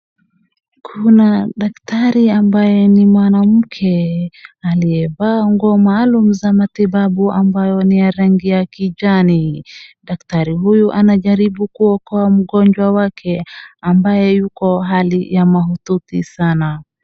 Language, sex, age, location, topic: Swahili, female, 25-35, Wajir, health